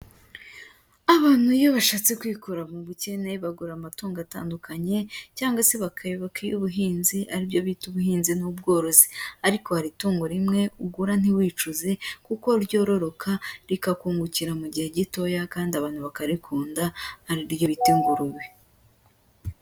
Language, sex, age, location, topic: Kinyarwanda, female, 18-24, Huye, agriculture